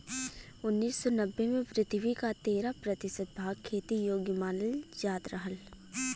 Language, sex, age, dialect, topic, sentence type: Bhojpuri, female, 18-24, Western, agriculture, statement